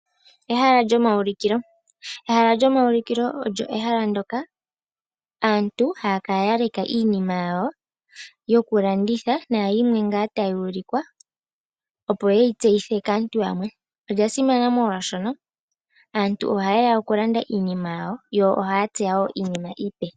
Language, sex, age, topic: Oshiwambo, female, 18-24, finance